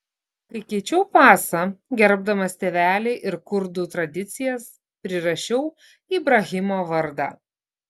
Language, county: Lithuanian, Klaipėda